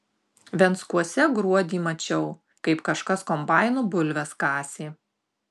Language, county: Lithuanian, Tauragė